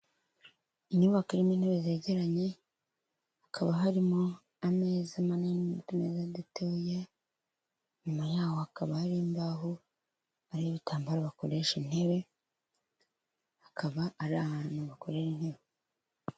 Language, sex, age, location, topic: Kinyarwanda, male, 36-49, Kigali, finance